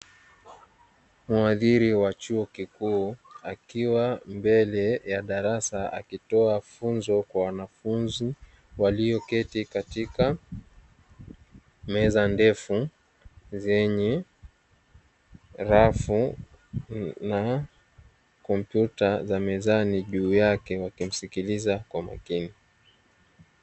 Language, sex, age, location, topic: Swahili, male, 18-24, Dar es Salaam, education